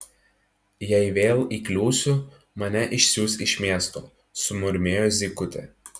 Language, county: Lithuanian, Tauragė